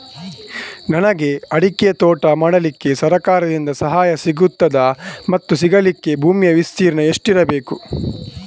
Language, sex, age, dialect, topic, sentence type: Kannada, male, 18-24, Coastal/Dakshin, agriculture, question